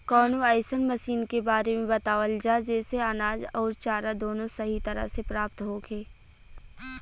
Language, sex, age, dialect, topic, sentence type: Bhojpuri, female, 18-24, Western, agriculture, question